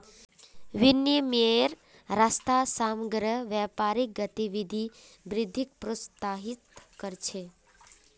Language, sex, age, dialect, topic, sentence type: Magahi, female, 18-24, Northeastern/Surjapuri, banking, statement